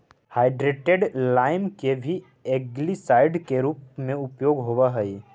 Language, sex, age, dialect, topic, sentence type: Magahi, male, 18-24, Central/Standard, banking, statement